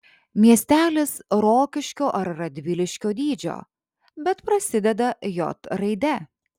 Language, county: Lithuanian, Šiauliai